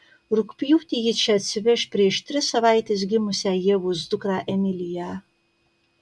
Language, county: Lithuanian, Kaunas